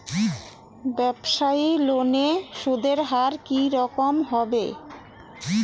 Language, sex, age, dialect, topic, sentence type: Bengali, female, 31-35, Rajbangshi, banking, question